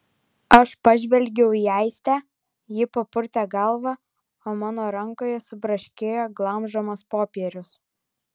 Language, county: Lithuanian, Vilnius